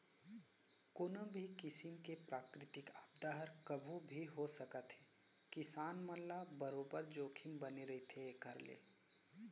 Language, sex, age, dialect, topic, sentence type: Chhattisgarhi, male, 18-24, Central, banking, statement